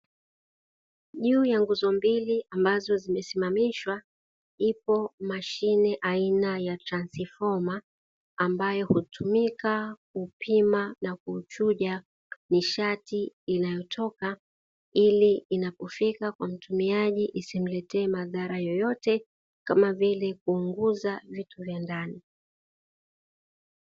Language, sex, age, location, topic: Swahili, female, 36-49, Dar es Salaam, government